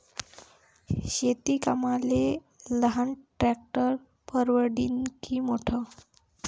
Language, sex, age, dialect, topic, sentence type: Marathi, female, 18-24, Varhadi, agriculture, question